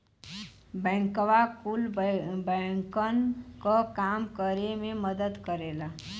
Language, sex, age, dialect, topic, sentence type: Bhojpuri, female, 18-24, Western, banking, statement